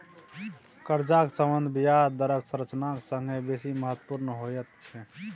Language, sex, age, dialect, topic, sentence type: Maithili, male, 18-24, Bajjika, banking, statement